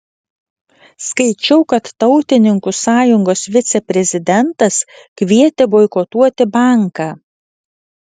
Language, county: Lithuanian, Vilnius